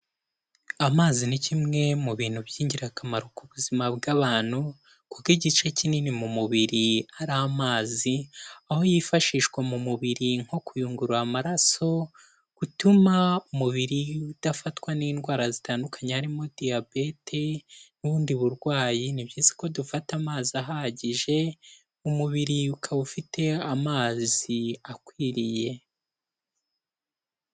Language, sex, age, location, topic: Kinyarwanda, male, 18-24, Kigali, health